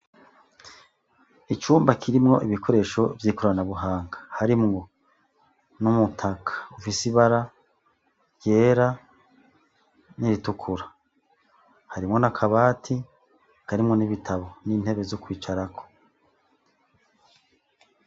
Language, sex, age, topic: Rundi, male, 36-49, education